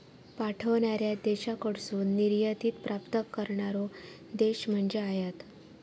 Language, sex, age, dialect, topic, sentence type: Marathi, female, 25-30, Southern Konkan, banking, statement